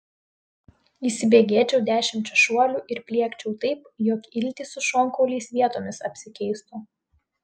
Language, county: Lithuanian, Utena